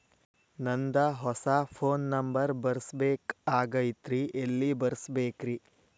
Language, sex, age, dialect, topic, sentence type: Kannada, male, 25-30, Dharwad Kannada, banking, question